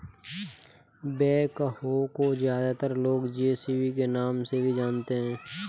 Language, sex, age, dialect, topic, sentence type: Hindi, male, 18-24, Kanauji Braj Bhasha, agriculture, statement